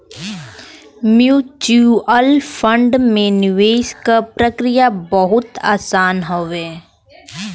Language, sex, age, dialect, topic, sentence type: Bhojpuri, female, 18-24, Western, banking, statement